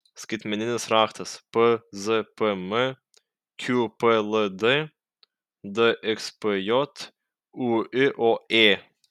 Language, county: Lithuanian, Kaunas